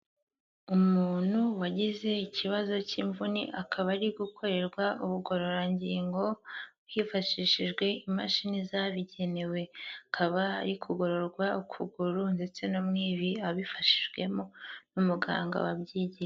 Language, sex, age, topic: Kinyarwanda, female, 25-35, health